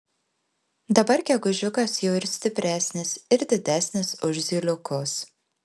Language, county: Lithuanian, Alytus